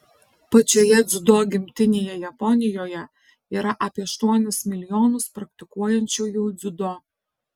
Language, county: Lithuanian, Alytus